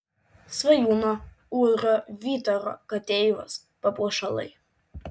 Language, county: Lithuanian, Vilnius